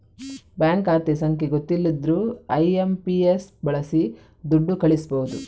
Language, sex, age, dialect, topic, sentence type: Kannada, female, 18-24, Coastal/Dakshin, banking, statement